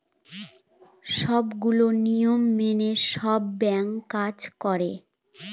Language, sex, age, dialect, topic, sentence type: Bengali, female, 18-24, Northern/Varendri, banking, statement